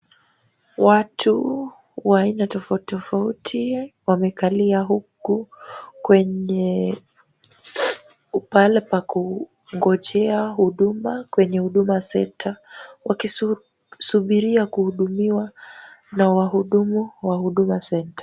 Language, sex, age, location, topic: Swahili, female, 18-24, Kisumu, government